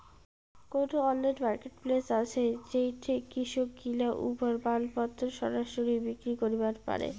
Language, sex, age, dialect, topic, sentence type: Bengali, female, 18-24, Rajbangshi, agriculture, statement